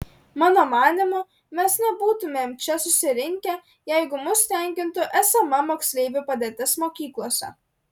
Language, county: Lithuanian, Klaipėda